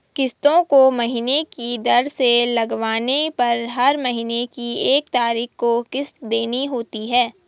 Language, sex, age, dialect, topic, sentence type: Hindi, female, 18-24, Garhwali, banking, statement